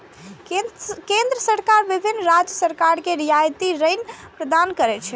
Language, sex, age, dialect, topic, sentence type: Maithili, male, 36-40, Eastern / Thethi, banking, statement